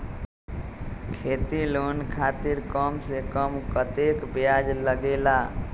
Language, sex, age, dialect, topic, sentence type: Magahi, male, 41-45, Western, banking, question